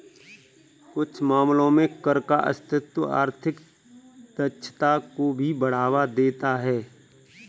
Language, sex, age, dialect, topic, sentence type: Hindi, male, 31-35, Kanauji Braj Bhasha, banking, statement